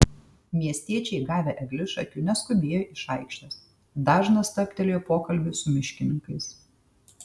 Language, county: Lithuanian, Tauragė